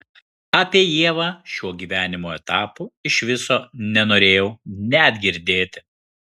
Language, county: Lithuanian, Kaunas